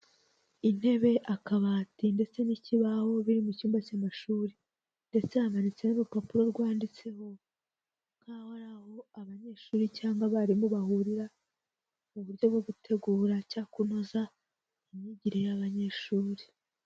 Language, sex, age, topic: Kinyarwanda, male, 18-24, education